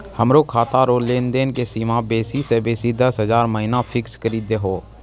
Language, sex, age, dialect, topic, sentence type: Maithili, male, 18-24, Angika, banking, statement